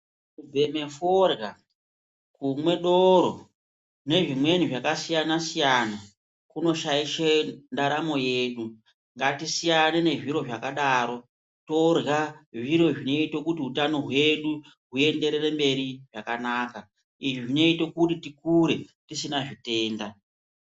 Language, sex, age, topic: Ndau, female, 36-49, health